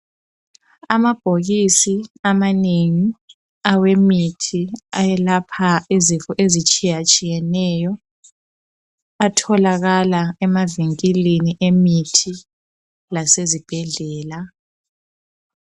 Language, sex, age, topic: North Ndebele, female, 25-35, health